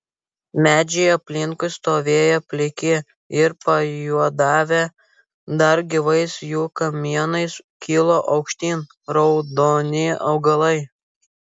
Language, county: Lithuanian, Vilnius